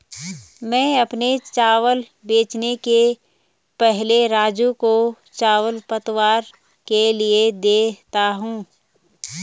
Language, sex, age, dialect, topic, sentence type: Hindi, female, 31-35, Garhwali, agriculture, statement